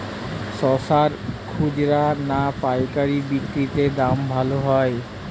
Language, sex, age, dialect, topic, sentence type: Bengali, male, 46-50, Western, agriculture, question